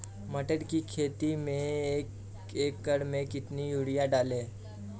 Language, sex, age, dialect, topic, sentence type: Hindi, male, 18-24, Awadhi Bundeli, agriculture, question